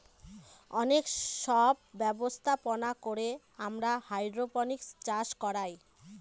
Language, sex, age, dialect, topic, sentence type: Bengali, female, 25-30, Northern/Varendri, agriculture, statement